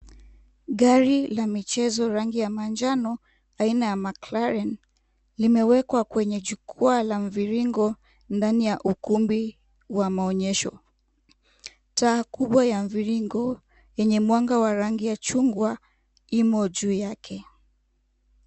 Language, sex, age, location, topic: Swahili, female, 25-35, Kisumu, finance